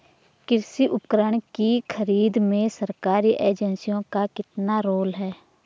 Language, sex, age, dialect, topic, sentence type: Hindi, female, 25-30, Garhwali, agriculture, question